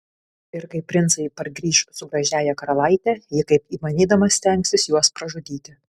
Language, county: Lithuanian, Kaunas